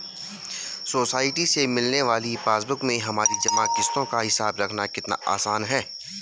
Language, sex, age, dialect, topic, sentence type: Hindi, male, 31-35, Garhwali, banking, statement